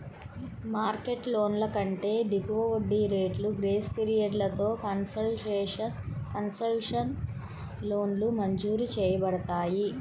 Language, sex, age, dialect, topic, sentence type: Telugu, male, 41-45, Central/Coastal, banking, statement